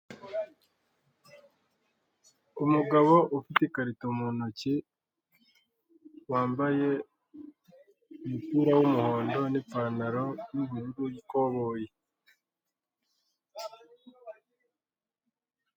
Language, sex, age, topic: Kinyarwanda, male, 25-35, finance